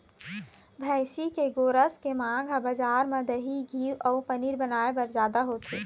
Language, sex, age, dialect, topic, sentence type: Chhattisgarhi, female, 25-30, Eastern, agriculture, statement